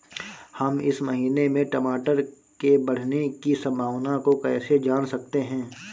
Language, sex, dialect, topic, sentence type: Hindi, male, Awadhi Bundeli, agriculture, question